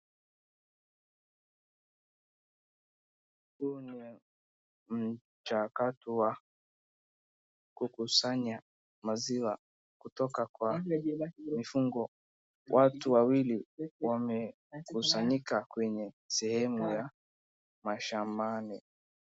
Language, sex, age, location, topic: Swahili, male, 36-49, Wajir, agriculture